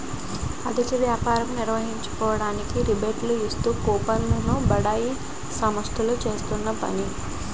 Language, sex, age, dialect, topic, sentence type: Telugu, female, 18-24, Utterandhra, banking, statement